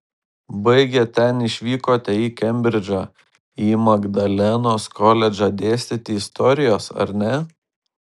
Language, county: Lithuanian, Šiauliai